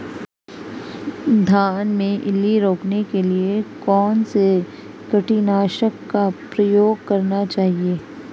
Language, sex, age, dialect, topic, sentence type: Hindi, female, 25-30, Marwari Dhudhari, agriculture, question